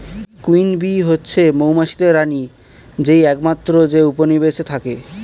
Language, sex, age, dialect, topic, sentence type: Bengali, male, 18-24, Standard Colloquial, agriculture, statement